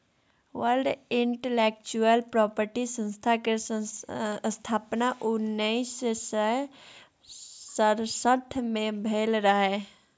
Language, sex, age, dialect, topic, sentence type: Maithili, male, 36-40, Bajjika, banking, statement